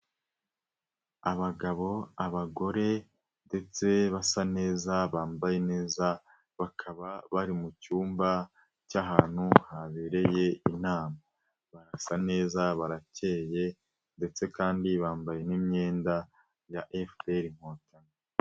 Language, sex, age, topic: Kinyarwanda, male, 18-24, government